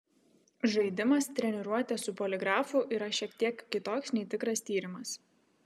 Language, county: Lithuanian, Vilnius